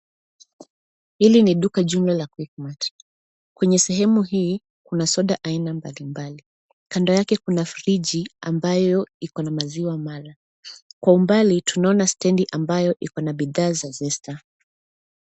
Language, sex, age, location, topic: Swahili, female, 25-35, Nairobi, finance